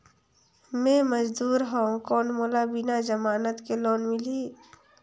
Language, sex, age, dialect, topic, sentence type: Chhattisgarhi, female, 46-50, Northern/Bhandar, banking, question